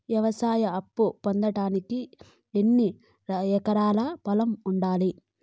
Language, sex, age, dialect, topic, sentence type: Telugu, female, 25-30, Southern, banking, question